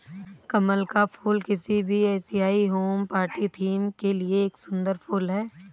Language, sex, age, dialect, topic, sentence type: Hindi, female, 18-24, Awadhi Bundeli, agriculture, statement